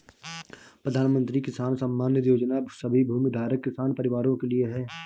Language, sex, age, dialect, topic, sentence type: Hindi, male, 18-24, Awadhi Bundeli, agriculture, statement